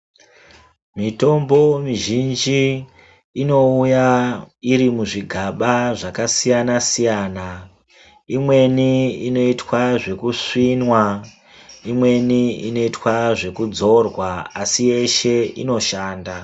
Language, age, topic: Ndau, 50+, health